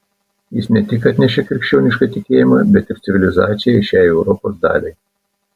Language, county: Lithuanian, Telšiai